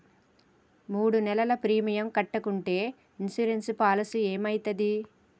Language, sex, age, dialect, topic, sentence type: Telugu, female, 31-35, Telangana, banking, question